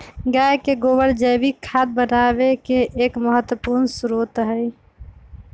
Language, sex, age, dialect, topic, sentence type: Magahi, female, 25-30, Western, agriculture, statement